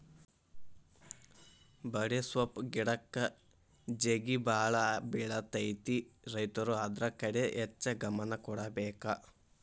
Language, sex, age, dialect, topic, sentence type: Kannada, male, 18-24, Dharwad Kannada, agriculture, statement